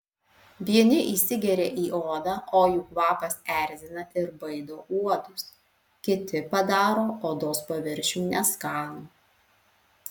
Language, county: Lithuanian, Alytus